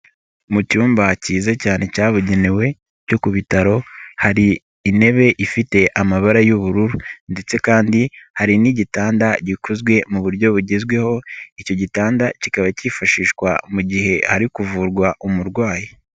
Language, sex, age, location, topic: Kinyarwanda, male, 25-35, Nyagatare, health